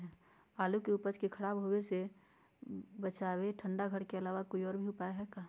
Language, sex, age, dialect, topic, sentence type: Magahi, female, 31-35, Western, agriculture, question